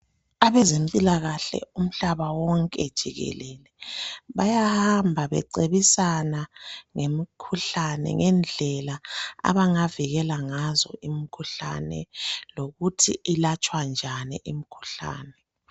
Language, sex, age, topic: North Ndebele, male, 25-35, health